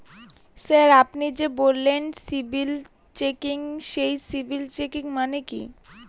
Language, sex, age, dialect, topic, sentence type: Bengali, female, 18-24, Northern/Varendri, banking, question